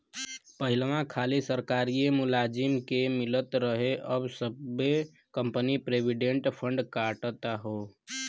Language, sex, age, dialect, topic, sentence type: Bhojpuri, male, 18-24, Western, banking, statement